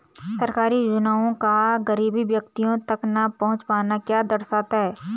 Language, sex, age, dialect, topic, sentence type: Hindi, female, 25-30, Garhwali, banking, question